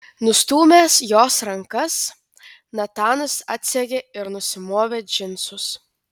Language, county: Lithuanian, Telšiai